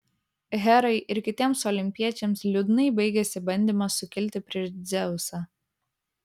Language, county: Lithuanian, Vilnius